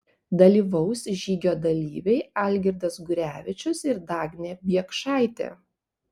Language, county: Lithuanian, Panevėžys